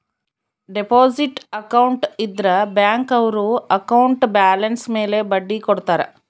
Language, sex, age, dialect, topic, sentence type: Kannada, female, 31-35, Central, banking, statement